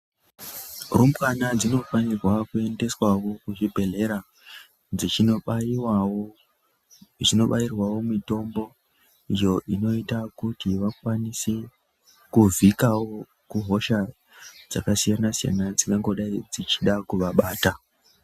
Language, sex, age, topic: Ndau, female, 18-24, health